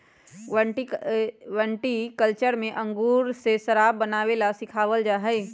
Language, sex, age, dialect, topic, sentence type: Magahi, female, 25-30, Western, agriculture, statement